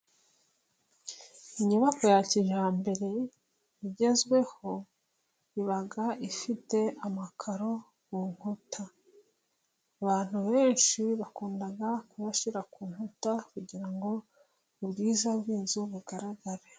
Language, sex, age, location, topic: Kinyarwanda, female, 36-49, Musanze, government